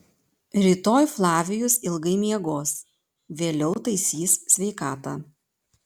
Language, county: Lithuanian, Panevėžys